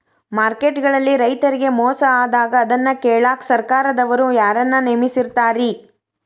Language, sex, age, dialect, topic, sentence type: Kannada, female, 31-35, Dharwad Kannada, agriculture, question